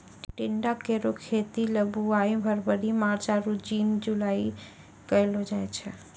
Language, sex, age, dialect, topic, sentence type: Maithili, female, 60-100, Angika, agriculture, statement